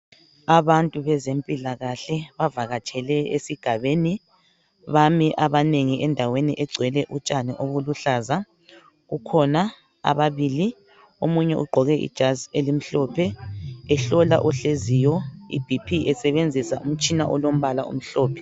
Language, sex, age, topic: North Ndebele, male, 25-35, health